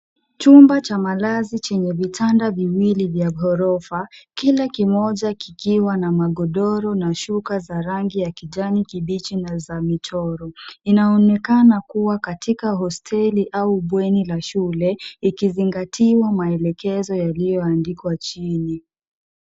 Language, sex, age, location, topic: Swahili, female, 18-24, Nairobi, education